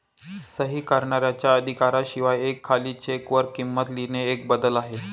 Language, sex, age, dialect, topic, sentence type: Marathi, male, 25-30, Northern Konkan, banking, statement